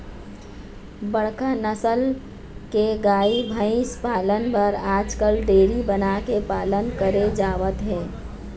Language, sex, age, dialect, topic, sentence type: Chhattisgarhi, female, 41-45, Eastern, agriculture, statement